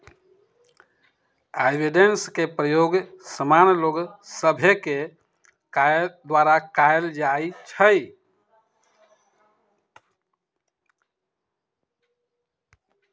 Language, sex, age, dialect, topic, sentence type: Magahi, male, 56-60, Western, banking, statement